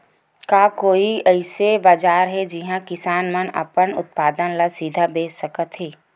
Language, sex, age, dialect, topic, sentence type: Chhattisgarhi, female, 18-24, Western/Budati/Khatahi, agriculture, statement